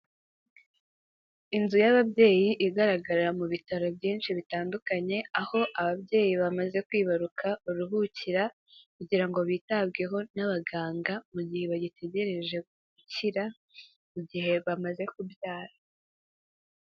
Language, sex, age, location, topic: Kinyarwanda, female, 18-24, Kigali, health